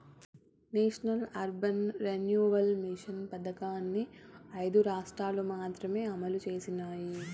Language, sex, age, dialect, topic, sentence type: Telugu, female, 18-24, Southern, banking, statement